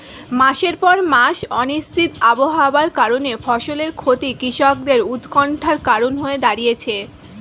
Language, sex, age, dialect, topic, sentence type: Bengali, female, 18-24, Standard Colloquial, agriculture, question